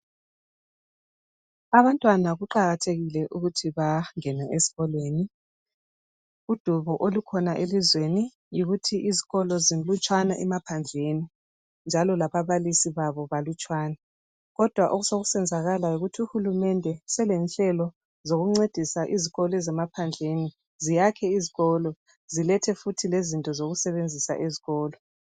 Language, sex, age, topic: North Ndebele, female, 36-49, education